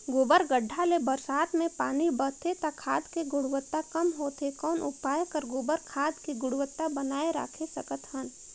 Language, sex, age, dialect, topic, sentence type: Chhattisgarhi, female, 18-24, Northern/Bhandar, agriculture, question